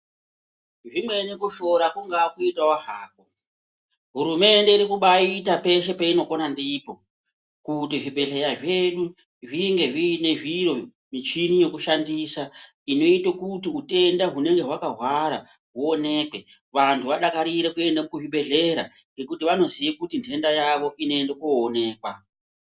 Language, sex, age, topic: Ndau, female, 36-49, health